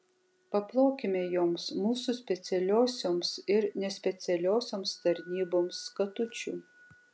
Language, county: Lithuanian, Kaunas